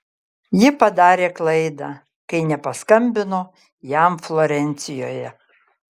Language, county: Lithuanian, Kaunas